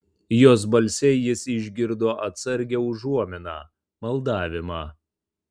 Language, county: Lithuanian, Tauragė